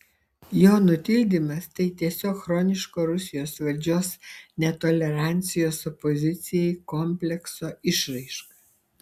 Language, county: Lithuanian, Alytus